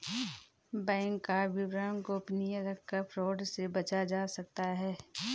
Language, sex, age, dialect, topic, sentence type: Hindi, female, 31-35, Garhwali, banking, statement